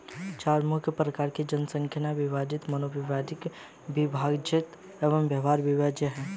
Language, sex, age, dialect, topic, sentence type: Hindi, male, 18-24, Hindustani Malvi Khadi Boli, banking, statement